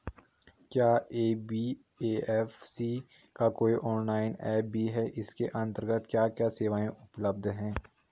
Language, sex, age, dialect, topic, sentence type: Hindi, male, 18-24, Garhwali, banking, question